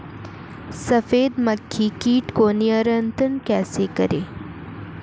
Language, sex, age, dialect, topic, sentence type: Hindi, female, 18-24, Marwari Dhudhari, agriculture, question